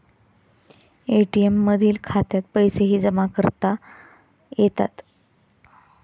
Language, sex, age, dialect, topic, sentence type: Marathi, female, 18-24, Standard Marathi, banking, statement